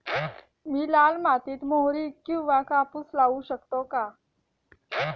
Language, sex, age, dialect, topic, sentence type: Marathi, female, 18-24, Standard Marathi, agriculture, question